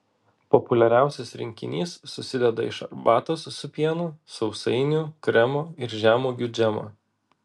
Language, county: Lithuanian, Vilnius